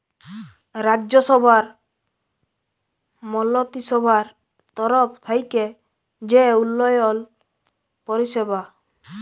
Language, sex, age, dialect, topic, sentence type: Bengali, male, <18, Jharkhandi, banking, statement